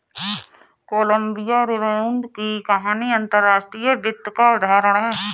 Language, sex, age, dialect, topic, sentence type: Hindi, female, 31-35, Awadhi Bundeli, banking, statement